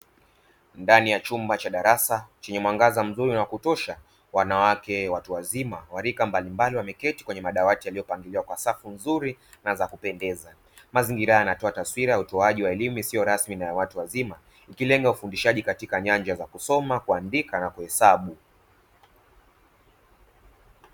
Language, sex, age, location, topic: Swahili, male, 25-35, Dar es Salaam, education